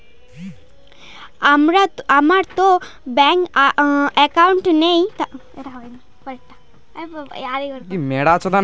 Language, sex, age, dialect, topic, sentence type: Bengali, female, 18-24, Standard Colloquial, banking, question